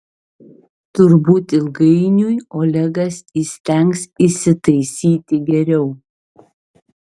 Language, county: Lithuanian, Šiauliai